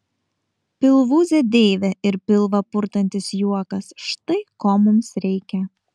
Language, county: Lithuanian, Kaunas